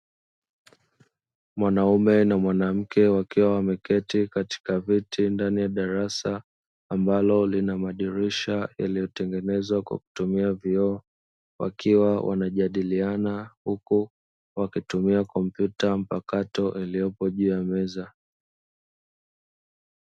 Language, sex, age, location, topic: Swahili, male, 25-35, Dar es Salaam, education